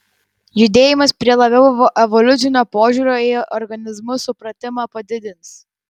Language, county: Lithuanian, Vilnius